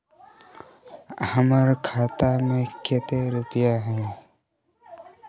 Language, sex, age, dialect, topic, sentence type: Magahi, male, 31-35, Northeastern/Surjapuri, banking, question